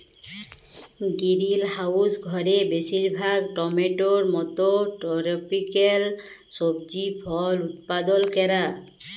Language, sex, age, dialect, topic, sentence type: Bengali, female, 31-35, Jharkhandi, agriculture, statement